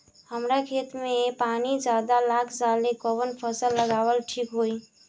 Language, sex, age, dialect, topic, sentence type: Bhojpuri, female, <18, Southern / Standard, agriculture, question